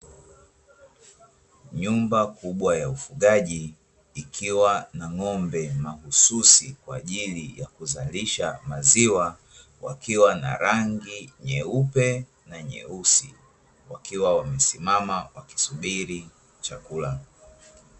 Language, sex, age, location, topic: Swahili, male, 25-35, Dar es Salaam, agriculture